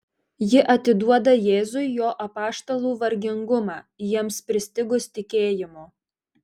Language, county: Lithuanian, Marijampolė